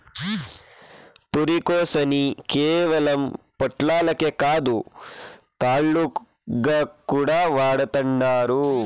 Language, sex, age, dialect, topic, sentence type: Telugu, male, 18-24, Southern, agriculture, statement